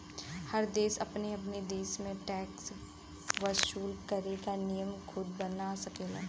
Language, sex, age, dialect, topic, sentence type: Bhojpuri, female, 31-35, Western, banking, statement